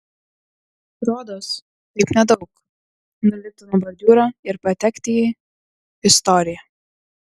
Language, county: Lithuanian, Vilnius